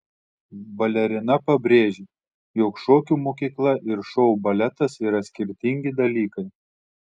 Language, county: Lithuanian, Telšiai